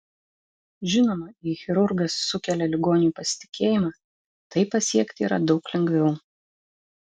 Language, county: Lithuanian, Vilnius